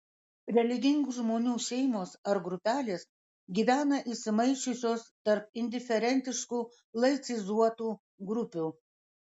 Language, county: Lithuanian, Kaunas